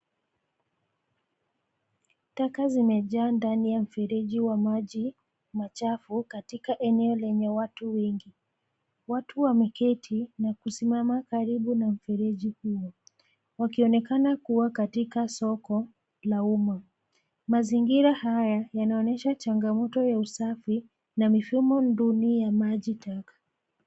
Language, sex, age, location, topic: Swahili, female, 25-35, Nairobi, government